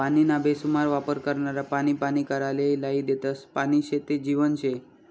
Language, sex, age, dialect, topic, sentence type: Marathi, male, 31-35, Northern Konkan, agriculture, statement